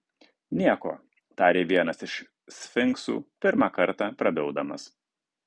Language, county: Lithuanian, Kaunas